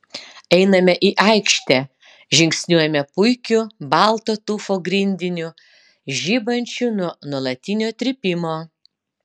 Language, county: Lithuanian, Utena